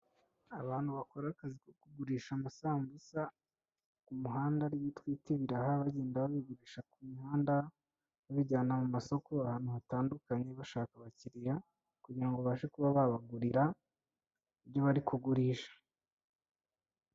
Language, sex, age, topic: Kinyarwanda, male, 25-35, finance